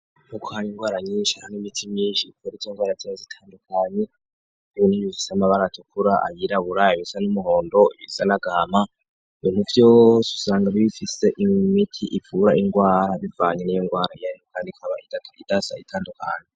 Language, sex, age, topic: Rundi, male, 36-49, education